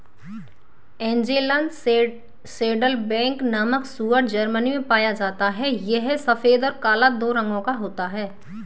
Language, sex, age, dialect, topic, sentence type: Hindi, male, 25-30, Hindustani Malvi Khadi Boli, agriculture, statement